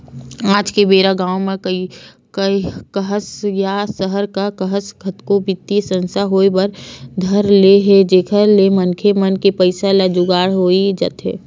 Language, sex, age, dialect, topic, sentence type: Chhattisgarhi, female, 25-30, Western/Budati/Khatahi, banking, statement